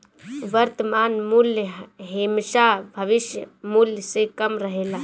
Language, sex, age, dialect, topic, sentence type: Bhojpuri, female, 18-24, Northern, banking, statement